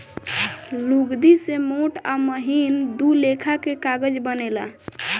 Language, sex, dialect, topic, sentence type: Bhojpuri, male, Southern / Standard, agriculture, statement